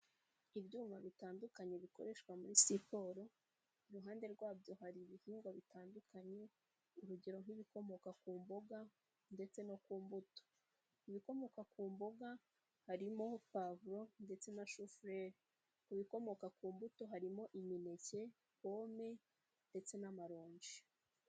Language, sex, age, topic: Kinyarwanda, female, 18-24, health